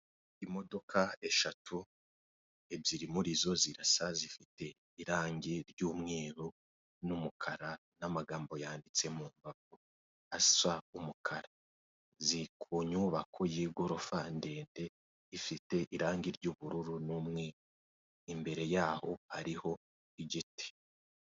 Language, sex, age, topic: Kinyarwanda, male, 18-24, government